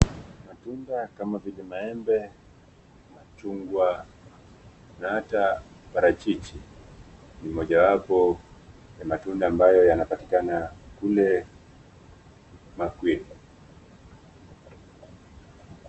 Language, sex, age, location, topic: Swahili, male, 25-35, Nakuru, finance